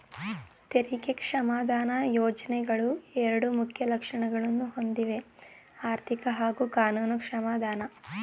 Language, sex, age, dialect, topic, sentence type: Kannada, female, 18-24, Mysore Kannada, banking, statement